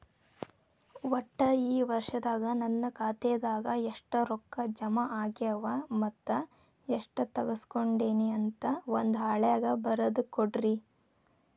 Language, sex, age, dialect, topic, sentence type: Kannada, female, 18-24, Dharwad Kannada, banking, question